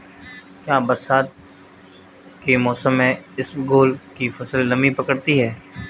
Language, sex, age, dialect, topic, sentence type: Hindi, male, 25-30, Marwari Dhudhari, agriculture, question